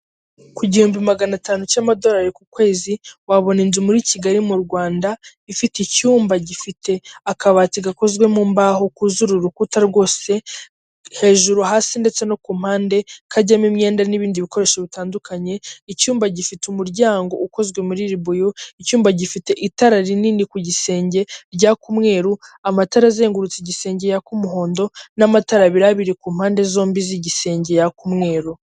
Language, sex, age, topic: Kinyarwanda, female, 18-24, finance